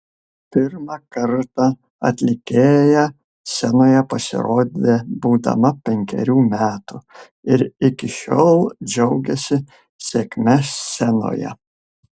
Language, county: Lithuanian, Panevėžys